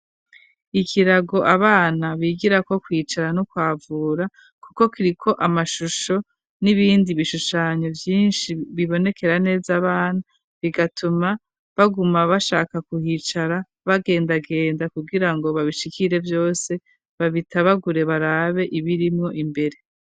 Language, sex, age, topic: Rundi, female, 36-49, education